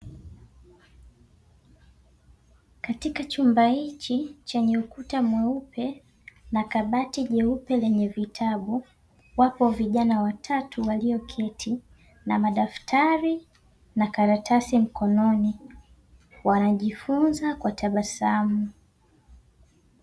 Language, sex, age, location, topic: Swahili, female, 18-24, Dar es Salaam, education